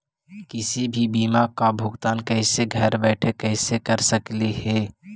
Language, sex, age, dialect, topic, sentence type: Magahi, male, 18-24, Central/Standard, banking, question